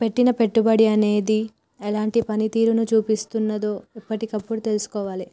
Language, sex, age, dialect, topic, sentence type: Telugu, female, 36-40, Telangana, banking, statement